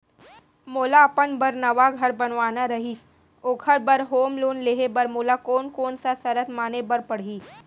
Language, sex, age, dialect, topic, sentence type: Chhattisgarhi, female, 18-24, Central, banking, question